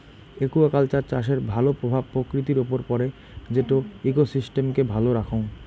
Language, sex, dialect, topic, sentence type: Bengali, male, Rajbangshi, agriculture, statement